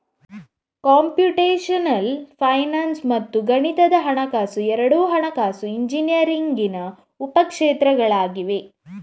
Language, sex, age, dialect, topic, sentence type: Kannada, female, 18-24, Coastal/Dakshin, banking, statement